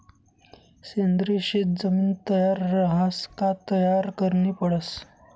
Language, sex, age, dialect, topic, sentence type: Marathi, male, 25-30, Northern Konkan, agriculture, statement